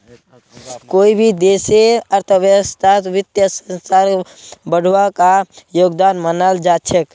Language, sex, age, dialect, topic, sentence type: Magahi, male, 18-24, Northeastern/Surjapuri, banking, statement